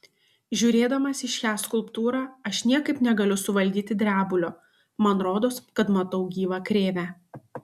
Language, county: Lithuanian, Šiauliai